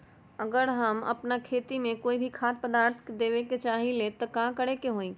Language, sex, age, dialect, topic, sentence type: Magahi, female, 46-50, Western, agriculture, question